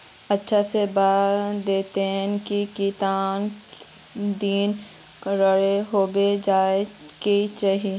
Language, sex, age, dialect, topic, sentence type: Magahi, female, 41-45, Northeastern/Surjapuri, agriculture, question